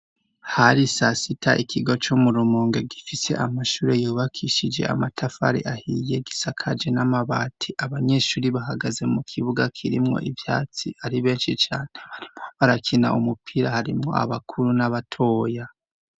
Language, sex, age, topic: Rundi, male, 25-35, education